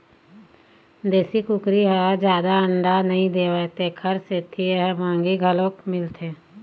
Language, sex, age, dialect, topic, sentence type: Chhattisgarhi, female, 31-35, Eastern, agriculture, statement